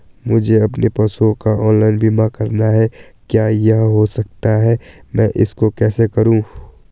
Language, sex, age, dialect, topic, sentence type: Hindi, male, 18-24, Garhwali, banking, question